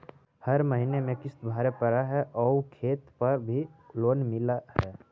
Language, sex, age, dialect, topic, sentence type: Magahi, male, 18-24, Central/Standard, banking, question